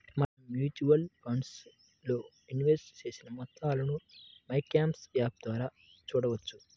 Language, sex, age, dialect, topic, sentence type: Telugu, male, 18-24, Central/Coastal, banking, statement